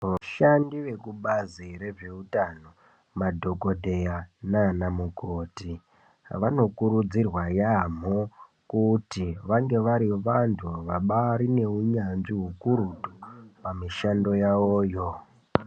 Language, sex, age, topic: Ndau, male, 18-24, health